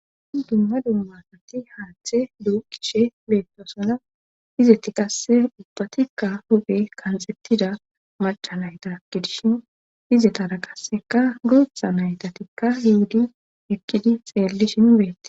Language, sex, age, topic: Gamo, female, 25-35, government